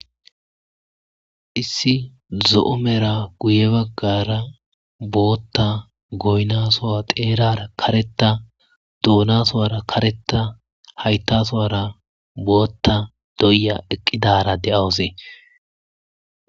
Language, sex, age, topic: Gamo, male, 25-35, agriculture